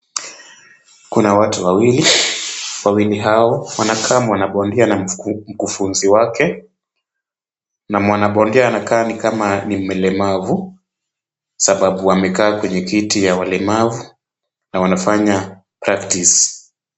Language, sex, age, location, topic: Swahili, male, 25-35, Kisumu, education